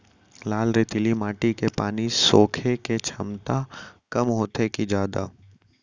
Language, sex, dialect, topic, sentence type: Chhattisgarhi, male, Central, agriculture, question